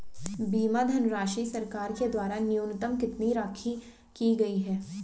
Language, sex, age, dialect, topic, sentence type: Hindi, female, 25-30, Garhwali, banking, question